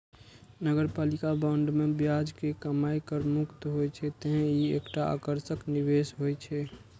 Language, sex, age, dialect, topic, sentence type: Maithili, male, 36-40, Eastern / Thethi, banking, statement